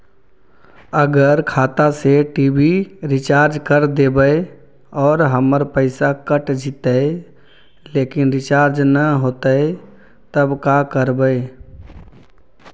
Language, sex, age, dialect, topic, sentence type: Magahi, male, 36-40, Central/Standard, banking, question